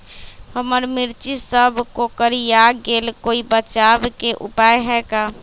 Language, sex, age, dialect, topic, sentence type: Magahi, male, 25-30, Western, agriculture, question